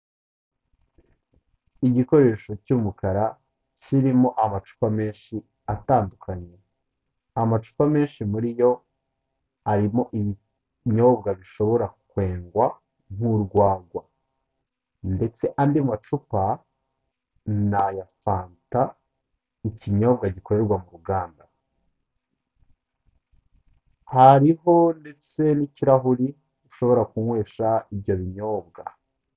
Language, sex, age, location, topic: Kinyarwanda, male, 25-35, Kigali, health